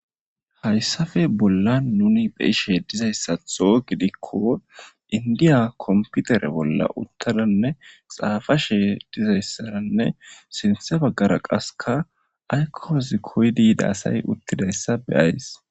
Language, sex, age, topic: Gamo, male, 18-24, government